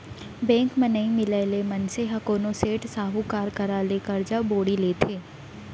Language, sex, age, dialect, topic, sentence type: Chhattisgarhi, female, 18-24, Central, banking, statement